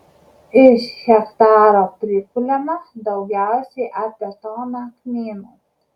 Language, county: Lithuanian, Kaunas